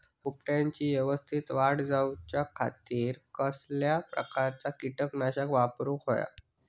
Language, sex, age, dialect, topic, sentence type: Marathi, male, 41-45, Southern Konkan, agriculture, question